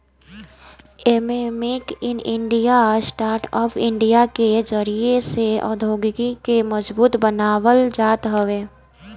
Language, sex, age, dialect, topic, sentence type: Bhojpuri, female, 18-24, Northern, banking, statement